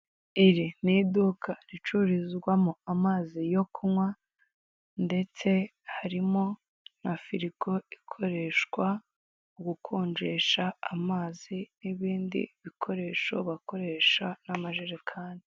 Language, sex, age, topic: Kinyarwanda, female, 18-24, finance